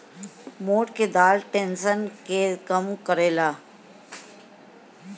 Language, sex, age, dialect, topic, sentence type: Bhojpuri, female, 51-55, Northern, agriculture, statement